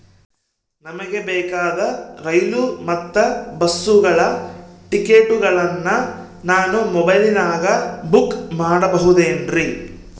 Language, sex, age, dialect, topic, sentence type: Kannada, male, 18-24, Central, banking, question